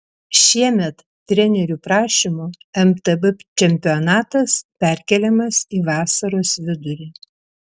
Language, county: Lithuanian, Vilnius